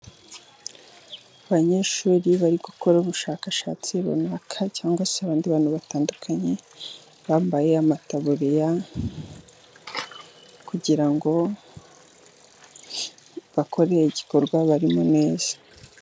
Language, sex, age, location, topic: Kinyarwanda, female, 18-24, Musanze, education